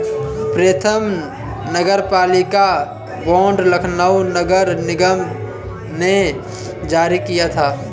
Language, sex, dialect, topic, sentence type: Hindi, male, Marwari Dhudhari, banking, statement